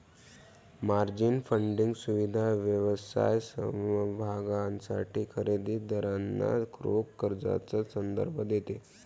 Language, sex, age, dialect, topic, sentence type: Marathi, male, 18-24, Varhadi, banking, statement